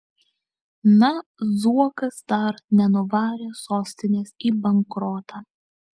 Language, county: Lithuanian, Alytus